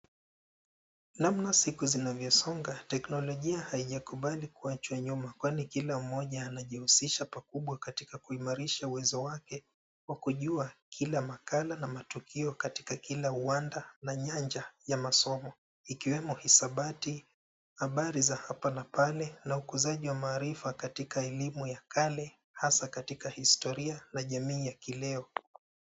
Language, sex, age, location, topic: Swahili, male, 25-35, Nairobi, education